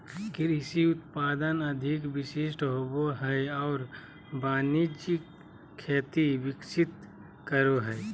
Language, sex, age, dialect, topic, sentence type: Magahi, male, 25-30, Southern, agriculture, statement